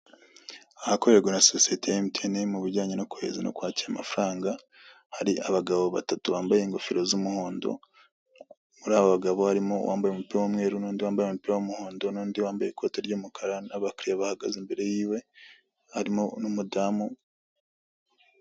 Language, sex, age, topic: Kinyarwanda, male, 25-35, finance